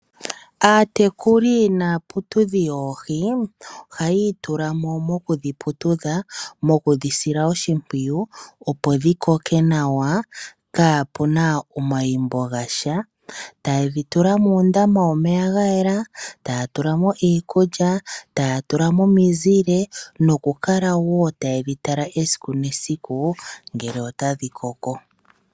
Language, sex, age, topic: Oshiwambo, female, 25-35, agriculture